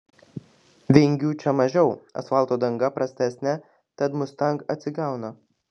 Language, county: Lithuanian, Klaipėda